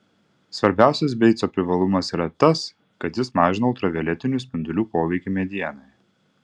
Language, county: Lithuanian, Utena